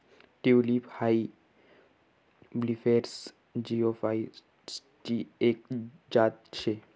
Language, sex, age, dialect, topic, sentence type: Marathi, male, 18-24, Northern Konkan, agriculture, statement